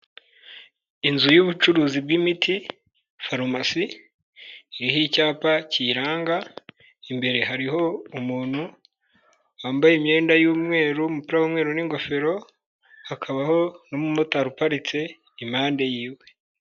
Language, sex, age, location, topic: Kinyarwanda, male, 18-24, Nyagatare, health